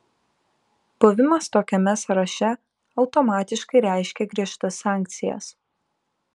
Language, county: Lithuanian, Kaunas